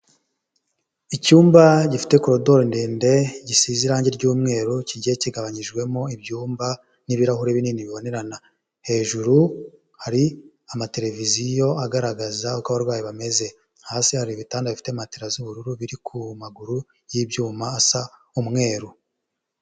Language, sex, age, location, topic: Kinyarwanda, male, 25-35, Huye, health